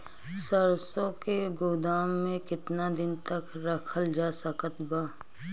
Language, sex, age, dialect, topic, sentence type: Bhojpuri, female, 25-30, Southern / Standard, agriculture, question